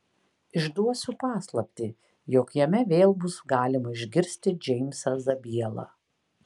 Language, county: Lithuanian, Kaunas